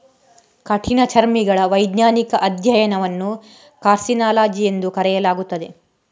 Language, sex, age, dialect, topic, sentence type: Kannada, female, 31-35, Coastal/Dakshin, agriculture, statement